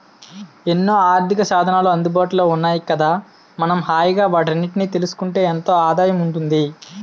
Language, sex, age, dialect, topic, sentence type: Telugu, male, 18-24, Utterandhra, banking, statement